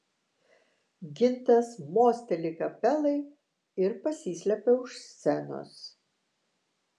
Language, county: Lithuanian, Vilnius